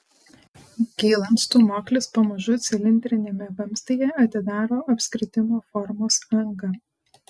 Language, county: Lithuanian, Panevėžys